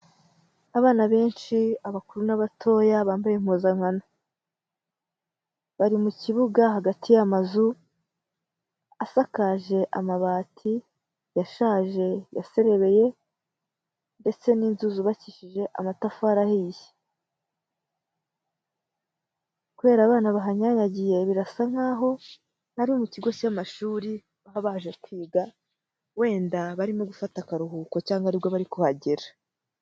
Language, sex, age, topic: Kinyarwanda, male, 18-24, education